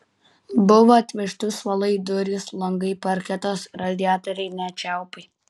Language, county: Lithuanian, Kaunas